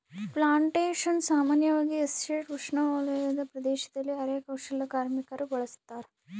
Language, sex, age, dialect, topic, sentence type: Kannada, female, 18-24, Central, agriculture, statement